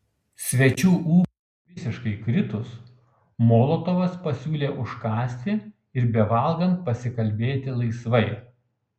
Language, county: Lithuanian, Kaunas